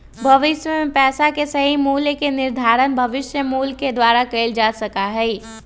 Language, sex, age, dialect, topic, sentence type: Magahi, female, 25-30, Western, banking, statement